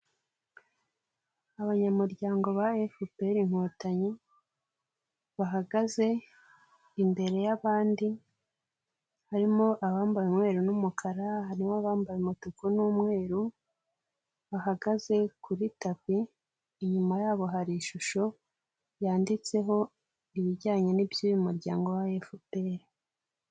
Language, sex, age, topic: Kinyarwanda, female, 18-24, government